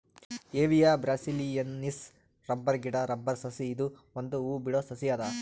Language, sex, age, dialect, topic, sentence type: Kannada, male, 31-35, Northeastern, agriculture, statement